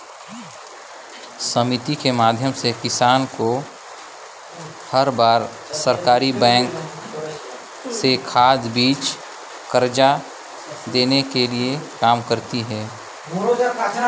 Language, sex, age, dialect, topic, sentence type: Chhattisgarhi, male, 18-24, Northern/Bhandar, banking, statement